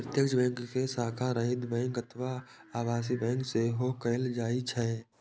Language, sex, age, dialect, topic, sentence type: Maithili, male, 18-24, Eastern / Thethi, banking, statement